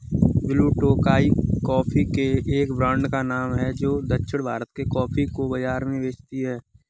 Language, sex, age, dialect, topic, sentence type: Hindi, male, 18-24, Kanauji Braj Bhasha, agriculture, statement